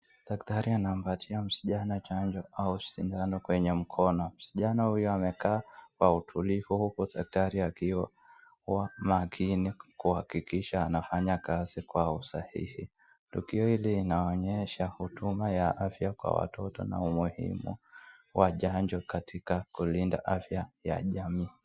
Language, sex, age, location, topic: Swahili, male, 25-35, Nakuru, health